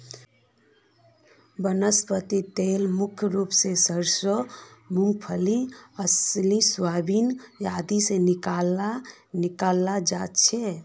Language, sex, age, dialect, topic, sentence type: Magahi, female, 25-30, Northeastern/Surjapuri, agriculture, statement